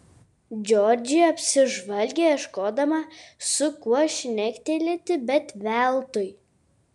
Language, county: Lithuanian, Kaunas